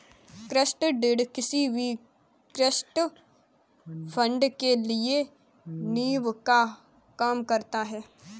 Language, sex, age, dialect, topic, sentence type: Hindi, female, 18-24, Kanauji Braj Bhasha, banking, statement